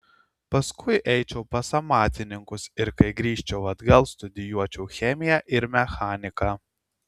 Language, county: Lithuanian, Kaunas